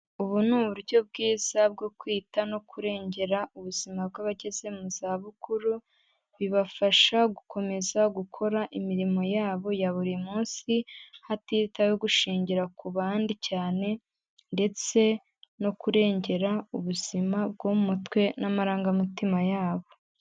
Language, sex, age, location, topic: Kinyarwanda, female, 18-24, Huye, health